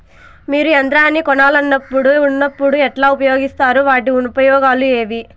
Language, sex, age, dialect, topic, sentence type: Telugu, female, 18-24, Southern, agriculture, question